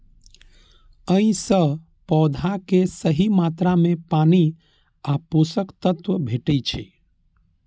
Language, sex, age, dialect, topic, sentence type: Maithili, male, 31-35, Eastern / Thethi, agriculture, statement